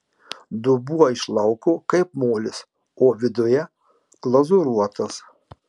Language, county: Lithuanian, Marijampolė